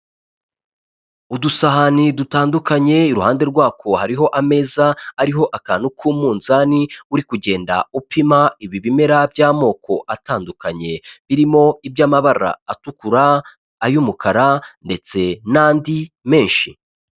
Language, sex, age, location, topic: Kinyarwanda, male, 25-35, Kigali, health